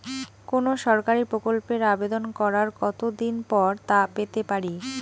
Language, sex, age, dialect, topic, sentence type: Bengali, female, 25-30, Rajbangshi, banking, question